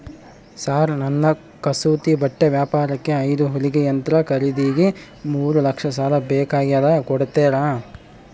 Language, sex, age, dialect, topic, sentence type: Kannada, male, 41-45, Central, banking, question